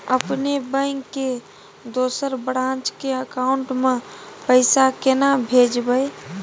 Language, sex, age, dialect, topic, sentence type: Maithili, female, 18-24, Bajjika, banking, question